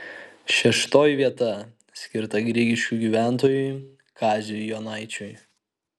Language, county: Lithuanian, Kaunas